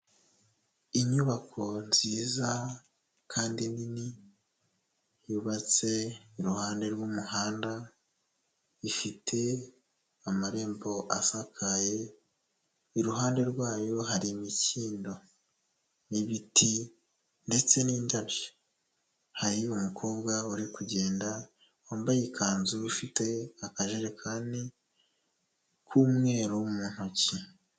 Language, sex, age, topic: Kinyarwanda, male, 18-24, government